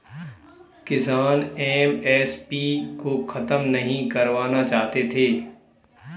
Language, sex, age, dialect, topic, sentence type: Hindi, male, 25-30, Kanauji Braj Bhasha, agriculture, statement